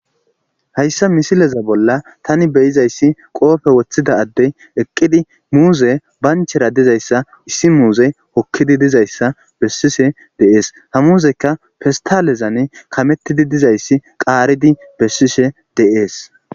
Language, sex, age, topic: Gamo, male, 25-35, agriculture